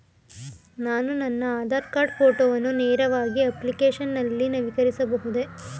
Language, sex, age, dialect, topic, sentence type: Kannada, female, 18-24, Mysore Kannada, banking, question